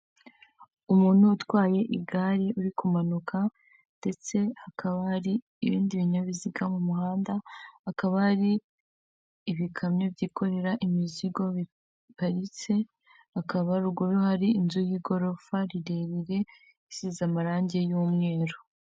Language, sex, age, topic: Kinyarwanda, female, 18-24, government